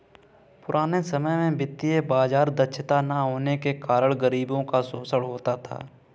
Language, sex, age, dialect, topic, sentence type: Hindi, male, 18-24, Kanauji Braj Bhasha, banking, statement